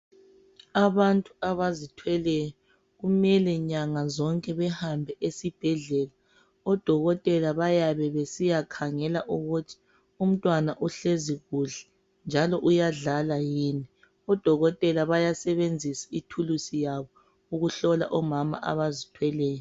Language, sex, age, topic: North Ndebele, female, 25-35, health